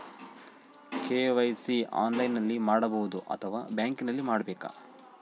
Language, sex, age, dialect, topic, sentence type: Kannada, male, 25-30, Central, banking, question